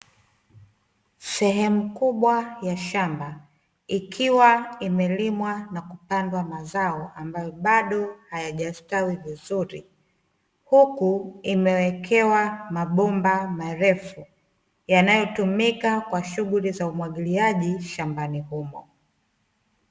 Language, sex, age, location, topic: Swahili, female, 25-35, Dar es Salaam, agriculture